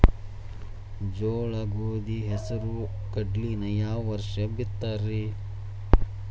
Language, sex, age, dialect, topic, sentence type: Kannada, male, 36-40, Dharwad Kannada, agriculture, question